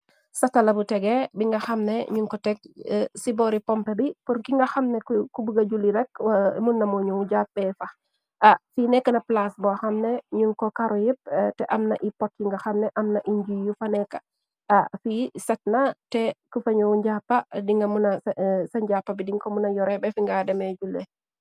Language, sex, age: Wolof, female, 36-49